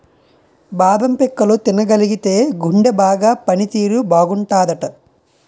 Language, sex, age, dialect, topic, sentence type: Telugu, male, 25-30, Utterandhra, agriculture, statement